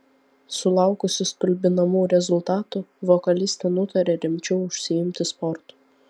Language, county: Lithuanian, Vilnius